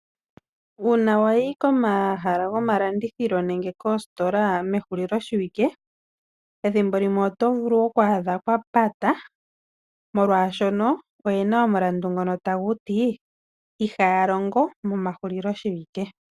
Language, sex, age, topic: Oshiwambo, female, 36-49, finance